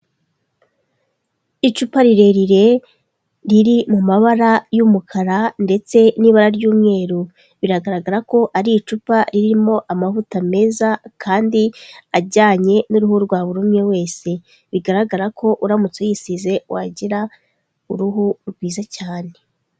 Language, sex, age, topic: Kinyarwanda, female, 25-35, health